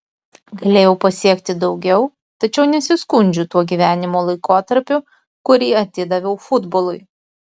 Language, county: Lithuanian, Utena